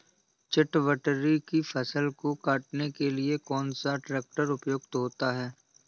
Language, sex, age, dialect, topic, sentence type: Hindi, male, 18-24, Awadhi Bundeli, agriculture, question